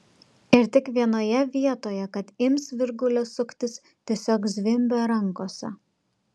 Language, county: Lithuanian, Telšiai